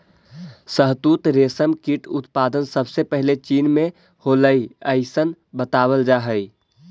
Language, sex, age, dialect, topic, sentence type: Magahi, male, 18-24, Central/Standard, agriculture, statement